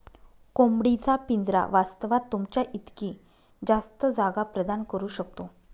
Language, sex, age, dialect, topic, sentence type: Marathi, female, 25-30, Northern Konkan, agriculture, statement